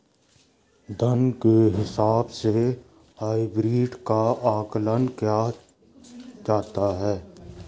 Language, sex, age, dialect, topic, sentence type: Hindi, male, 56-60, Garhwali, banking, statement